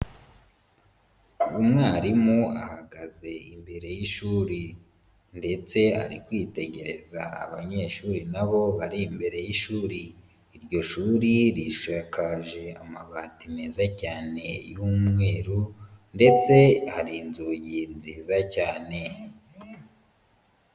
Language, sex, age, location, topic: Kinyarwanda, male, 25-35, Huye, education